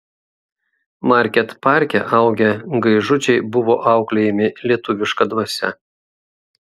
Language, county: Lithuanian, Šiauliai